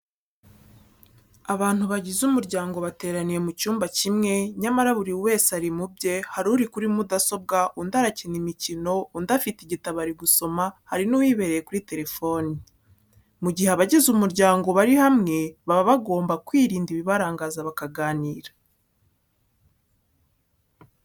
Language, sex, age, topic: Kinyarwanda, female, 18-24, education